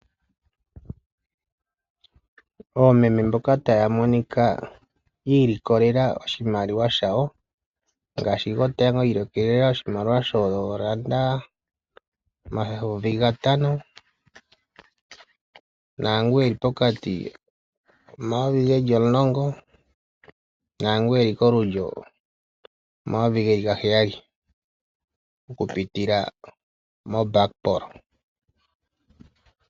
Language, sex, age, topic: Oshiwambo, male, 36-49, finance